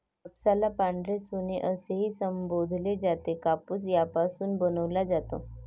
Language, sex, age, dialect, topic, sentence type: Marathi, female, 18-24, Varhadi, agriculture, statement